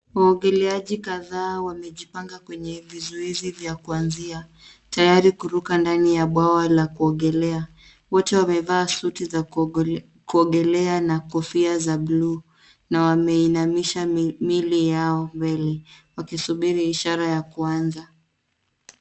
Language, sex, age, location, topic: Swahili, female, 18-24, Nairobi, education